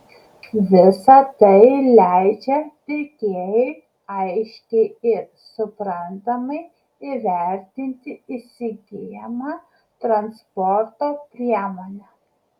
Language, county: Lithuanian, Kaunas